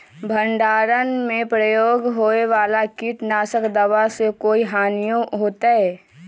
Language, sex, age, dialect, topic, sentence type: Magahi, female, 18-24, Western, agriculture, question